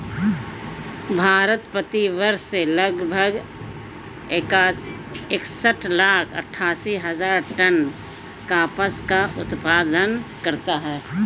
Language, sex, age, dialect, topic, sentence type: Hindi, female, 18-24, Hindustani Malvi Khadi Boli, agriculture, statement